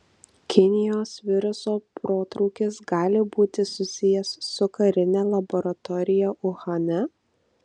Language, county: Lithuanian, Marijampolė